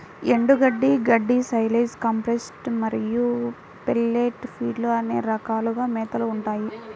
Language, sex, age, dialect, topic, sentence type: Telugu, female, 18-24, Central/Coastal, agriculture, statement